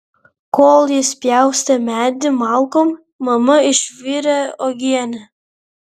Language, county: Lithuanian, Vilnius